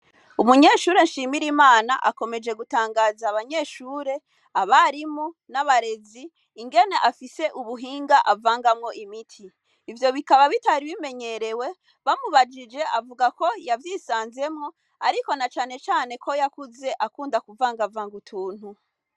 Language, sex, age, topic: Rundi, female, 25-35, education